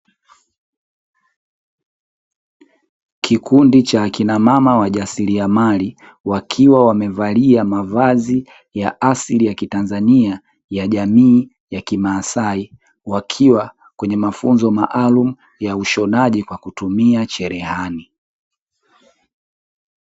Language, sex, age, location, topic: Swahili, male, 18-24, Dar es Salaam, education